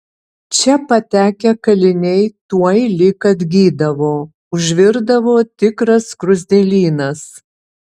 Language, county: Lithuanian, Utena